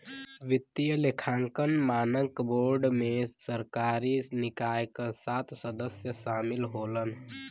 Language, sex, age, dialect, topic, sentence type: Bhojpuri, male, <18, Western, banking, statement